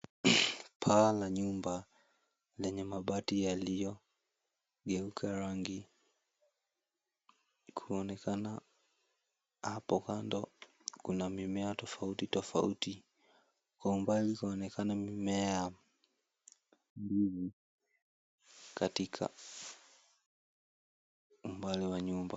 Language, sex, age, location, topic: Swahili, male, 18-24, Mombasa, agriculture